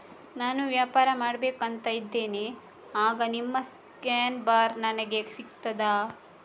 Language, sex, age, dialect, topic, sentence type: Kannada, female, 56-60, Coastal/Dakshin, banking, question